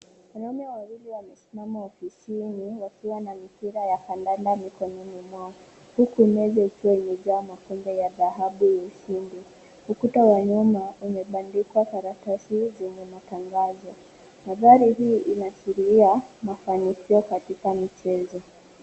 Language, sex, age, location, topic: Swahili, female, 25-35, Nairobi, education